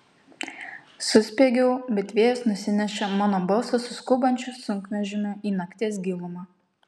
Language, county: Lithuanian, Kaunas